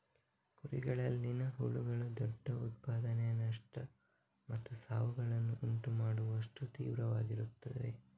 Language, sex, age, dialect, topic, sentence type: Kannada, male, 18-24, Coastal/Dakshin, agriculture, statement